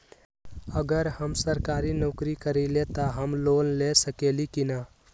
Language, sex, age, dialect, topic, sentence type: Magahi, male, 18-24, Western, banking, question